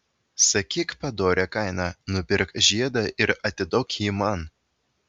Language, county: Lithuanian, Vilnius